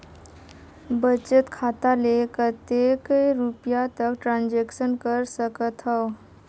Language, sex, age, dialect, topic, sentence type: Chhattisgarhi, female, 51-55, Northern/Bhandar, banking, question